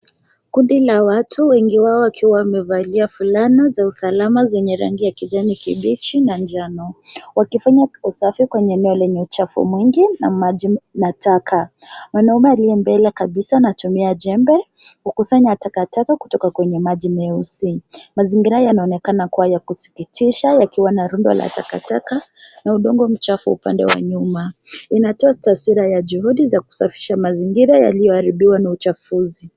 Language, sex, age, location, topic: Swahili, female, 18-24, Nairobi, government